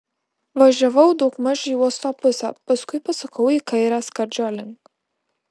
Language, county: Lithuanian, Alytus